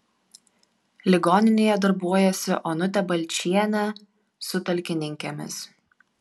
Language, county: Lithuanian, Vilnius